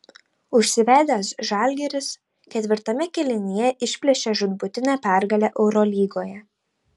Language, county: Lithuanian, Tauragė